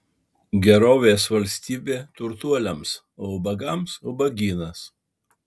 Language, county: Lithuanian, Alytus